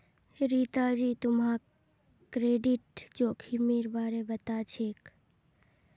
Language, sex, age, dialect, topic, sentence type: Magahi, female, 31-35, Northeastern/Surjapuri, banking, statement